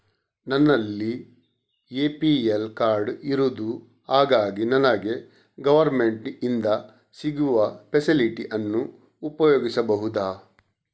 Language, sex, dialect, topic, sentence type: Kannada, male, Coastal/Dakshin, banking, question